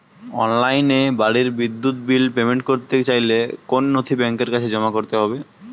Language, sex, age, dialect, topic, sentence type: Bengali, male, 18-24, Jharkhandi, banking, question